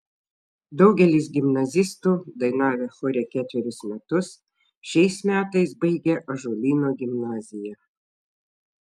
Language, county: Lithuanian, Šiauliai